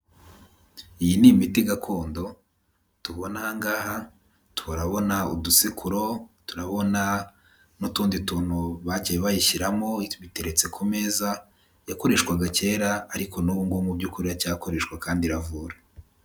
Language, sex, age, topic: Kinyarwanda, male, 18-24, health